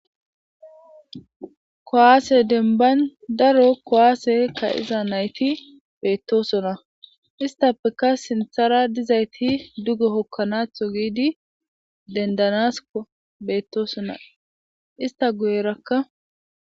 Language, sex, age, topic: Gamo, female, 18-24, government